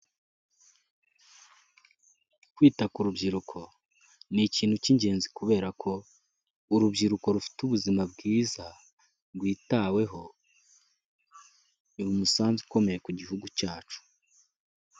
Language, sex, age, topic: Kinyarwanda, male, 18-24, health